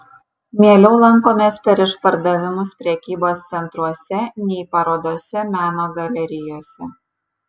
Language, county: Lithuanian, Kaunas